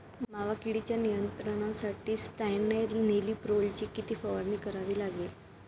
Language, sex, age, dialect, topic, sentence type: Marathi, female, 18-24, Standard Marathi, agriculture, question